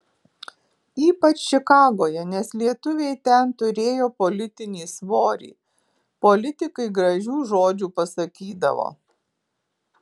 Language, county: Lithuanian, Alytus